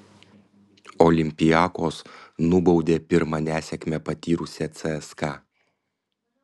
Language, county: Lithuanian, Panevėžys